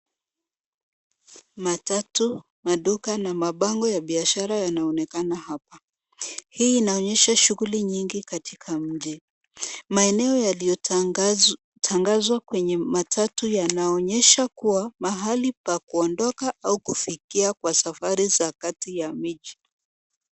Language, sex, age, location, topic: Swahili, female, 25-35, Nairobi, government